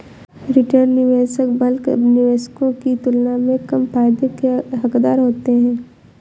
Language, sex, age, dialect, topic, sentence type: Hindi, female, 18-24, Awadhi Bundeli, banking, statement